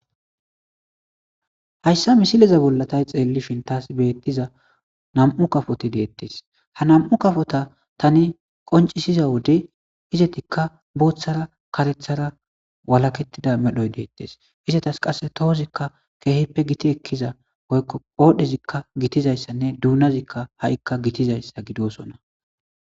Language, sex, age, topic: Gamo, male, 25-35, agriculture